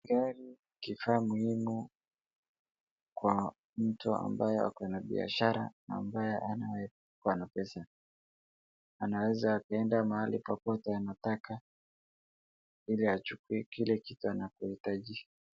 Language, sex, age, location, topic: Swahili, male, 25-35, Wajir, finance